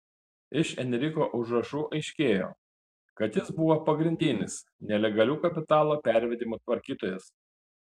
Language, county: Lithuanian, Panevėžys